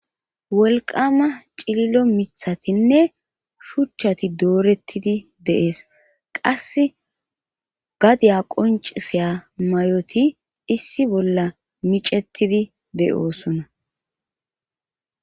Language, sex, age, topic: Gamo, female, 25-35, government